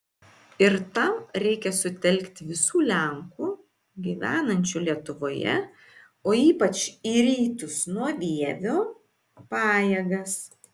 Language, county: Lithuanian, Vilnius